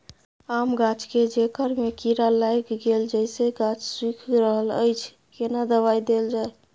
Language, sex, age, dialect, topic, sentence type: Maithili, female, 25-30, Bajjika, agriculture, question